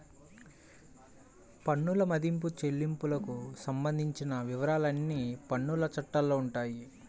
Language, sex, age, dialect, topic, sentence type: Telugu, male, 25-30, Central/Coastal, banking, statement